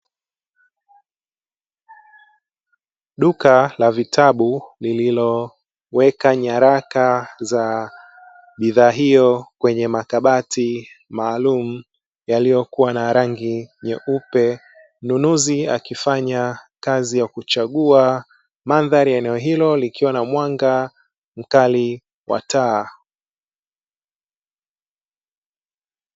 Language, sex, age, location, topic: Swahili, male, 36-49, Dar es Salaam, education